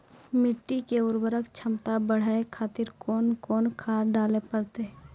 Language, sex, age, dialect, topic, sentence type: Maithili, female, 18-24, Angika, agriculture, question